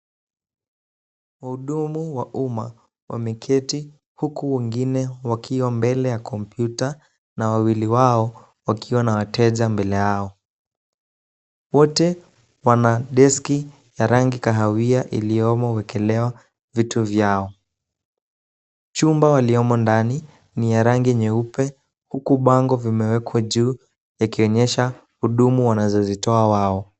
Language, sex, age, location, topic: Swahili, male, 18-24, Kisumu, government